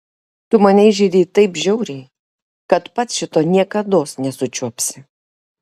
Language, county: Lithuanian, Šiauliai